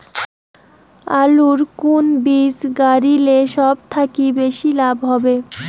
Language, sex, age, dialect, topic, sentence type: Bengali, female, 18-24, Rajbangshi, agriculture, question